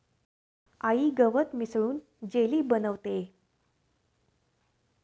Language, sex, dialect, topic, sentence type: Marathi, female, Standard Marathi, agriculture, statement